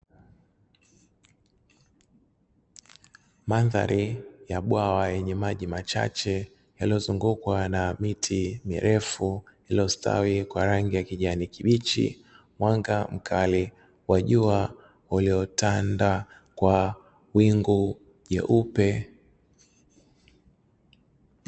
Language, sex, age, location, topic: Swahili, male, 25-35, Dar es Salaam, agriculture